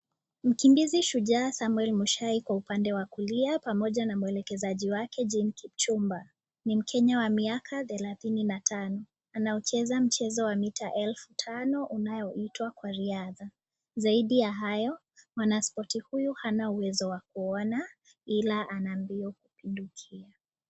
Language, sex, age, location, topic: Swahili, female, 18-24, Nakuru, education